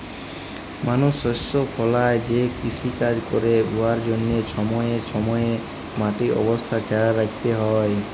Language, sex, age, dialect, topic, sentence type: Bengali, male, 18-24, Jharkhandi, agriculture, statement